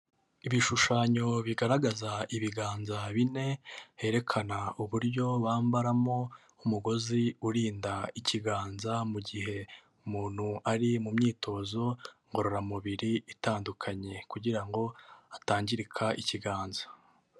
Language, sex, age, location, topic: Kinyarwanda, male, 18-24, Kigali, health